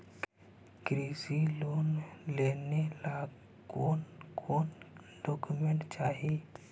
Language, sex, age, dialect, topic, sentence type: Magahi, male, 56-60, Central/Standard, banking, question